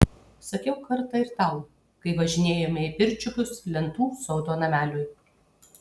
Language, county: Lithuanian, Kaunas